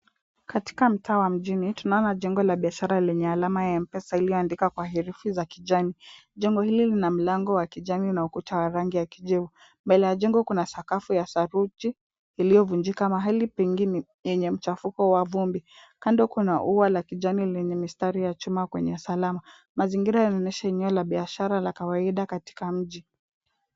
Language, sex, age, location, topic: Swahili, female, 18-24, Kisumu, finance